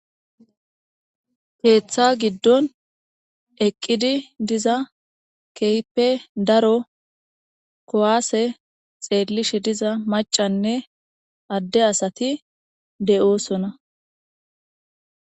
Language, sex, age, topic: Gamo, female, 18-24, government